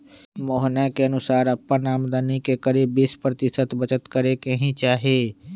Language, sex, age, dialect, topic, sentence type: Magahi, male, 25-30, Western, banking, statement